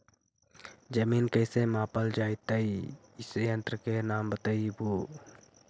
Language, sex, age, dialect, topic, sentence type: Magahi, male, 51-55, Central/Standard, agriculture, question